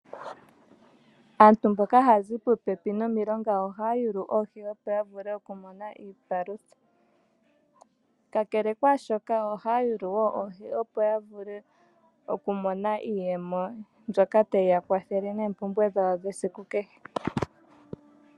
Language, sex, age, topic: Oshiwambo, female, 25-35, agriculture